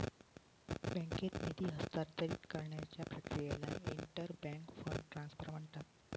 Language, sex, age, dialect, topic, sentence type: Marathi, male, 18-24, Northern Konkan, banking, statement